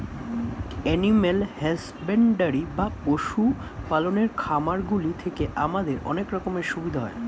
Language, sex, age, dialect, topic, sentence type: Bengali, male, 18-24, Standard Colloquial, agriculture, statement